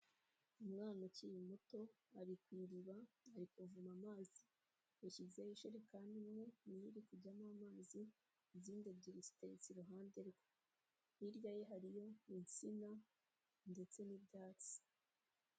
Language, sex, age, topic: Kinyarwanda, female, 18-24, health